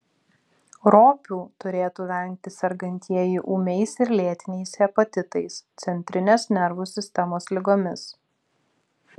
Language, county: Lithuanian, Vilnius